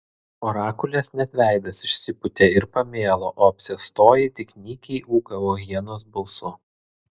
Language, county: Lithuanian, Vilnius